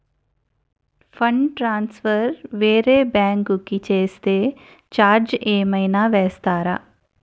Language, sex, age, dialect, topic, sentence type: Telugu, female, 41-45, Utterandhra, banking, question